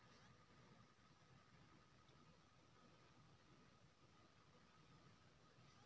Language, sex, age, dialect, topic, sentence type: Maithili, male, 25-30, Bajjika, banking, statement